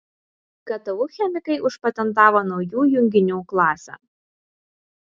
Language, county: Lithuanian, Vilnius